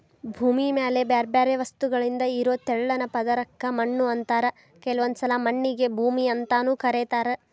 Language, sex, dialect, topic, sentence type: Kannada, female, Dharwad Kannada, agriculture, statement